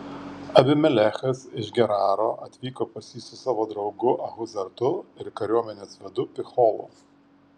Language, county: Lithuanian, Kaunas